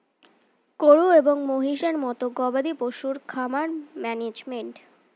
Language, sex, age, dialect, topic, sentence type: Bengali, female, 18-24, Standard Colloquial, agriculture, statement